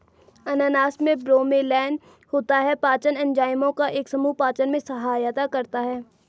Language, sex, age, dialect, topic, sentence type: Hindi, female, 18-24, Garhwali, agriculture, statement